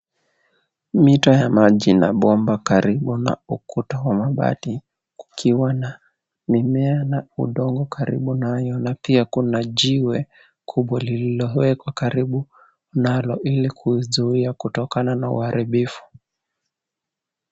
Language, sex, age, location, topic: Swahili, male, 18-24, Nairobi, government